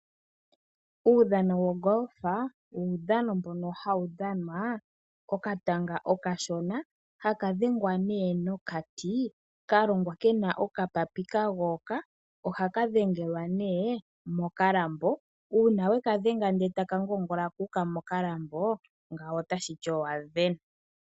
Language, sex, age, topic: Oshiwambo, female, 25-35, finance